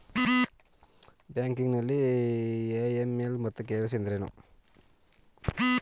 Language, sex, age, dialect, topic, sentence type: Kannada, male, 31-35, Mysore Kannada, banking, question